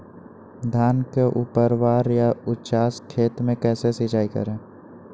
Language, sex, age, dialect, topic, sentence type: Magahi, male, 25-30, Western, agriculture, question